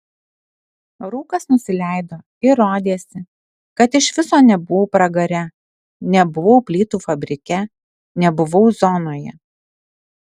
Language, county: Lithuanian, Alytus